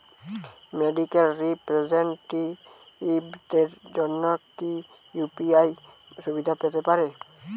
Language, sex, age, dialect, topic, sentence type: Bengali, male, 18-24, Western, banking, question